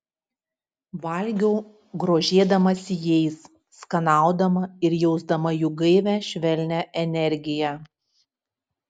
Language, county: Lithuanian, Utena